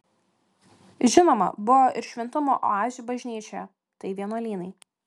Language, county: Lithuanian, Klaipėda